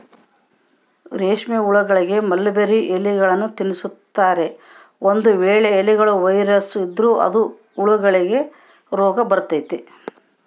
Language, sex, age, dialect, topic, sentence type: Kannada, female, 18-24, Central, agriculture, statement